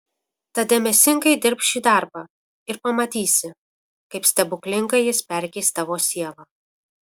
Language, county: Lithuanian, Kaunas